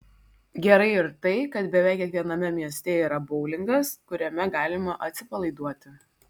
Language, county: Lithuanian, Vilnius